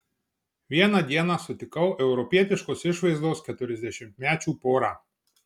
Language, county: Lithuanian, Marijampolė